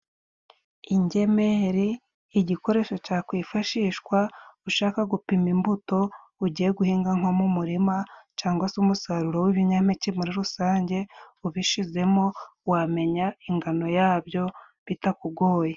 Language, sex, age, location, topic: Kinyarwanda, female, 25-35, Musanze, agriculture